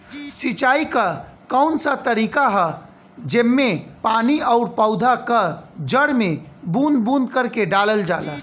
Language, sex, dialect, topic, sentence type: Bhojpuri, male, Southern / Standard, agriculture, question